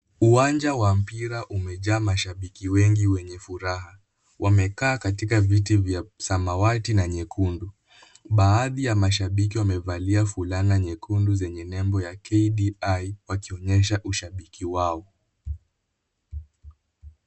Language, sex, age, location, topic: Swahili, male, 18-24, Kisumu, government